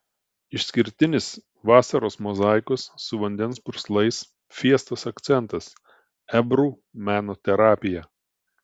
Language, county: Lithuanian, Telšiai